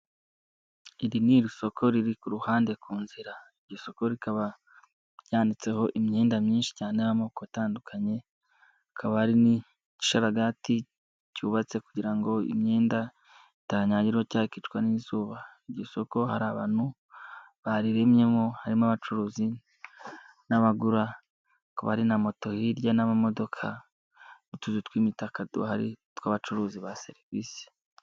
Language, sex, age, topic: Kinyarwanda, male, 18-24, finance